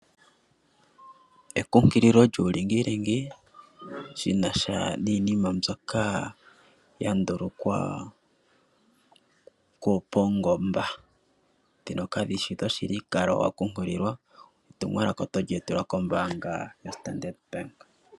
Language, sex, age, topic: Oshiwambo, male, 25-35, finance